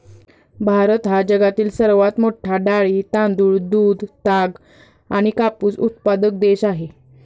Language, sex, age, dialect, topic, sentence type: Marathi, female, 41-45, Standard Marathi, agriculture, statement